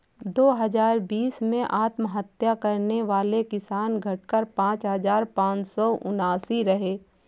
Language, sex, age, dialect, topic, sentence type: Hindi, female, 25-30, Awadhi Bundeli, agriculture, statement